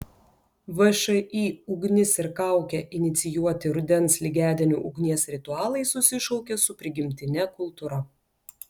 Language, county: Lithuanian, Klaipėda